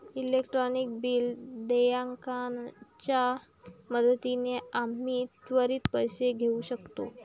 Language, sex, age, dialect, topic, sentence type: Marathi, female, 18-24, Varhadi, banking, statement